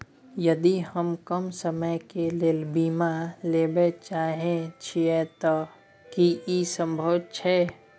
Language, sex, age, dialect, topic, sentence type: Maithili, male, 18-24, Bajjika, banking, question